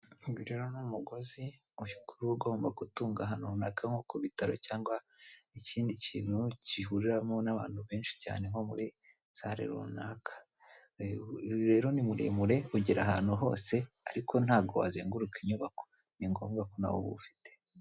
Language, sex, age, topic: Kinyarwanda, female, 18-24, government